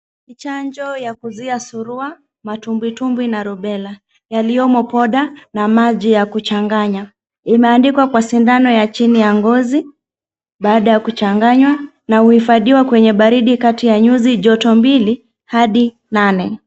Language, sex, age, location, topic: Swahili, female, 18-24, Nakuru, health